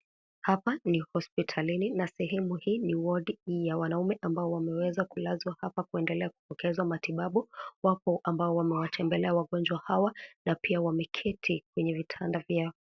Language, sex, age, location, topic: Swahili, female, 25-35, Kisii, health